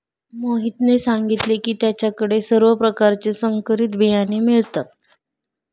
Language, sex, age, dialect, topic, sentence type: Marathi, female, 25-30, Standard Marathi, agriculture, statement